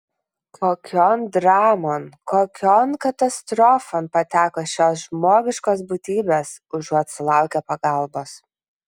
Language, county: Lithuanian, Kaunas